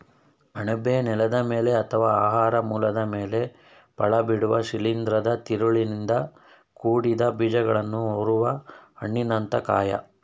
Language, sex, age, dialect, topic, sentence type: Kannada, male, 31-35, Mysore Kannada, agriculture, statement